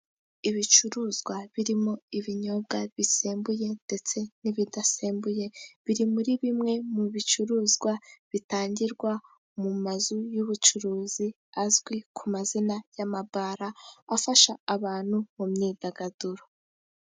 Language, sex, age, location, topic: Kinyarwanda, female, 18-24, Musanze, finance